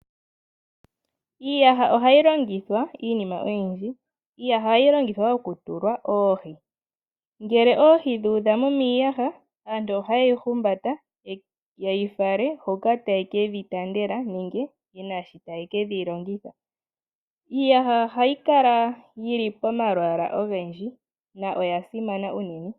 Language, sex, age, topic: Oshiwambo, female, 18-24, agriculture